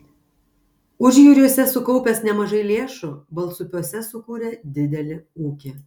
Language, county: Lithuanian, Kaunas